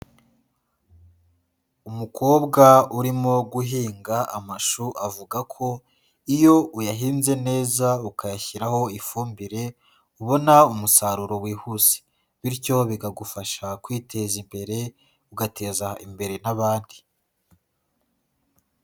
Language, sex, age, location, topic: Kinyarwanda, female, 18-24, Huye, agriculture